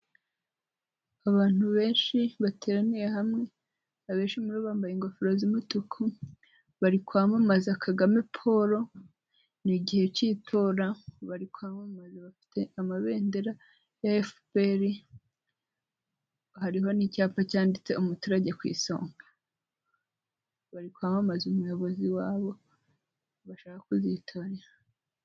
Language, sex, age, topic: Kinyarwanda, female, 18-24, government